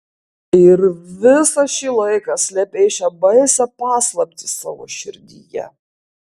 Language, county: Lithuanian, Kaunas